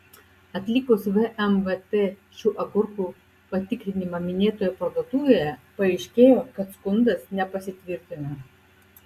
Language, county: Lithuanian, Utena